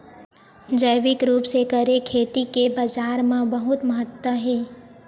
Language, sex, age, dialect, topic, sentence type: Chhattisgarhi, female, 18-24, Western/Budati/Khatahi, agriculture, statement